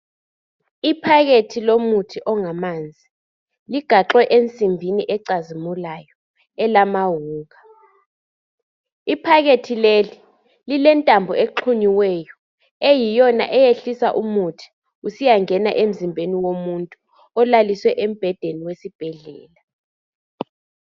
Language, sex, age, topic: North Ndebele, female, 25-35, health